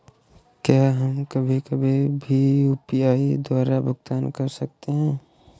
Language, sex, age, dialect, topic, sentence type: Hindi, male, 18-24, Awadhi Bundeli, banking, question